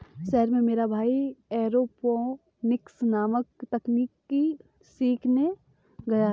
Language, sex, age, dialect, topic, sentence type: Hindi, female, 18-24, Kanauji Braj Bhasha, agriculture, statement